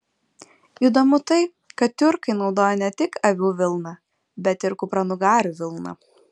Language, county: Lithuanian, Vilnius